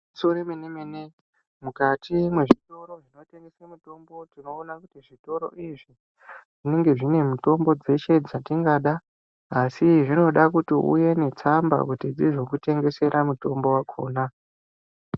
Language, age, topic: Ndau, 25-35, health